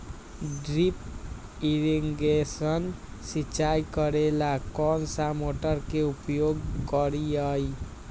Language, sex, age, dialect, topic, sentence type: Magahi, male, 18-24, Western, agriculture, question